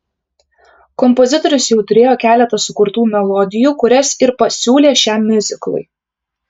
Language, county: Lithuanian, Kaunas